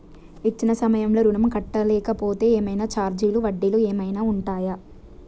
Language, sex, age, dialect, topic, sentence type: Telugu, female, 18-24, Telangana, banking, question